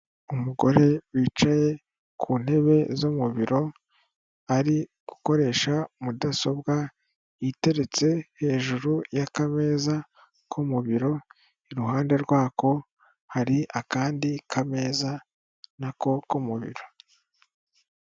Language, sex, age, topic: Kinyarwanda, male, 18-24, government